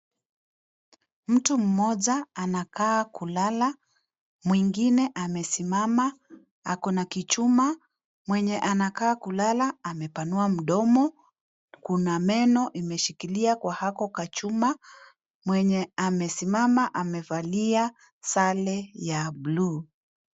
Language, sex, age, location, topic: Swahili, female, 36-49, Kisii, health